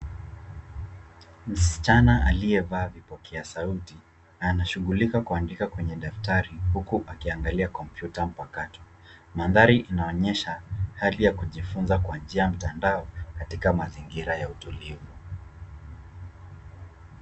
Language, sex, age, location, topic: Swahili, male, 25-35, Nairobi, education